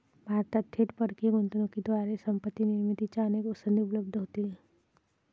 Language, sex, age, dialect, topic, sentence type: Marathi, female, 31-35, Varhadi, banking, statement